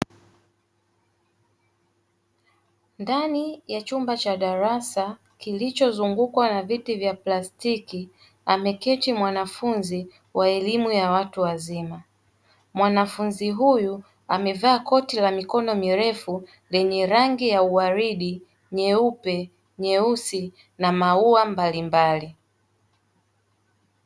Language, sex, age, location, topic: Swahili, female, 18-24, Dar es Salaam, education